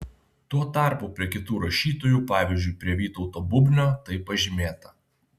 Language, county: Lithuanian, Vilnius